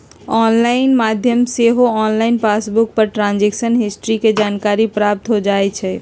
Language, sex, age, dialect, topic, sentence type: Magahi, female, 51-55, Western, banking, statement